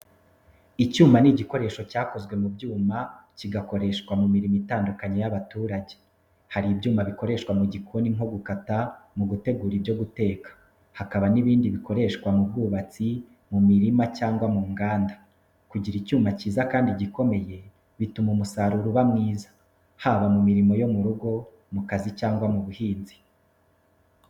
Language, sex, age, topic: Kinyarwanda, male, 25-35, education